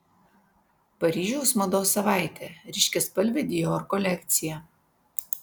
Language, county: Lithuanian, Vilnius